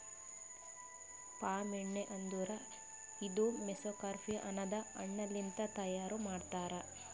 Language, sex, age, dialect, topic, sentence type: Kannada, female, 18-24, Northeastern, agriculture, statement